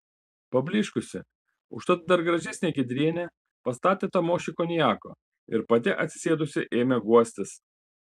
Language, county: Lithuanian, Panevėžys